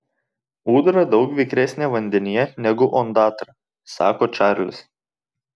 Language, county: Lithuanian, Tauragė